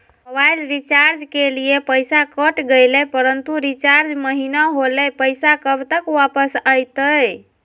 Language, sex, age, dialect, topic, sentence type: Magahi, female, 46-50, Southern, banking, question